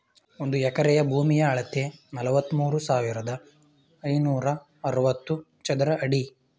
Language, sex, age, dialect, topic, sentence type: Kannada, male, 18-24, Mysore Kannada, agriculture, statement